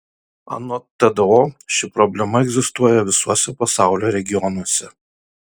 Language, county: Lithuanian, Kaunas